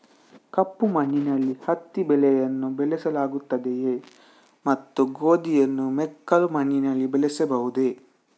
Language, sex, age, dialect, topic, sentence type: Kannada, male, 18-24, Coastal/Dakshin, agriculture, question